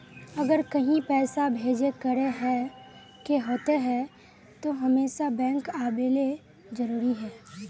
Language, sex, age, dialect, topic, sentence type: Magahi, female, 18-24, Northeastern/Surjapuri, banking, question